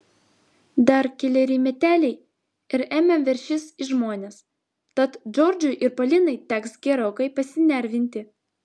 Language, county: Lithuanian, Vilnius